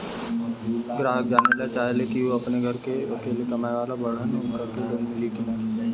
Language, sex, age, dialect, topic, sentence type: Bhojpuri, male, 18-24, Western, banking, question